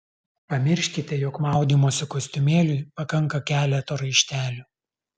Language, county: Lithuanian, Alytus